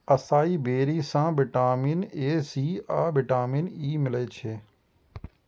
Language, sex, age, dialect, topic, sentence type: Maithili, male, 36-40, Eastern / Thethi, agriculture, statement